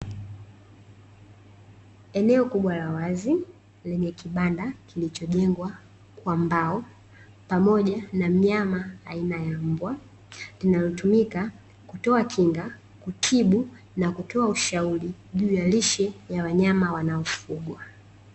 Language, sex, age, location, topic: Swahili, female, 18-24, Dar es Salaam, agriculture